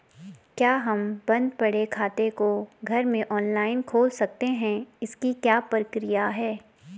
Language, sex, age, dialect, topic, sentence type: Hindi, female, 25-30, Garhwali, banking, question